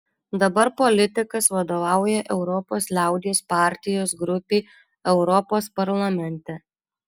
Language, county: Lithuanian, Alytus